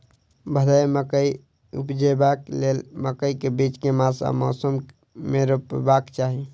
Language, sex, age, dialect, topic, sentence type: Maithili, male, 18-24, Southern/Standard, agriculture, question